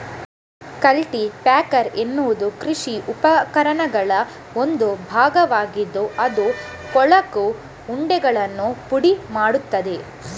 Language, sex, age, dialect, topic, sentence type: Kannada, female, 18-24, Coastal/Dakshin, agriculture, statement